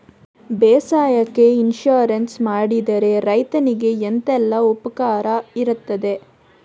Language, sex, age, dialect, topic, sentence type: Kannada, female, 41-45, Coastal/Dakshin, banking, question